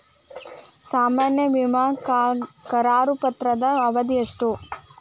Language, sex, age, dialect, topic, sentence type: Kannada, female, 25-30, Dharwad Kannada, banking, question